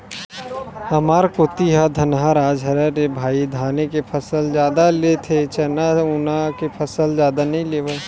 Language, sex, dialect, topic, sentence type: Chhattisgarhi, male, Western/Budati/Khatahi, agriculture, statement